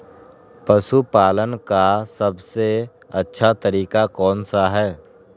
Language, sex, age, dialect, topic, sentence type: Magahi, male, 18-24, Western, agriculture, question